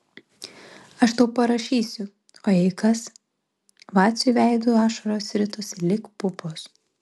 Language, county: Lithuanian, Klaipėda